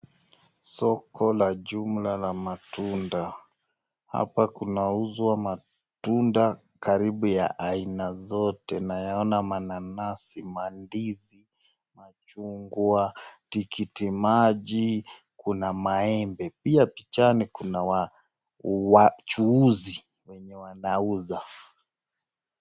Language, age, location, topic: Swahili, 36-49, Nakuru, finance